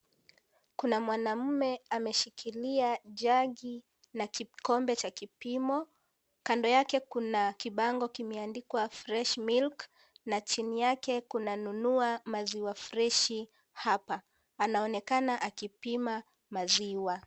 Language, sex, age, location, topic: Swahili, female, 18-24, Kisii, finance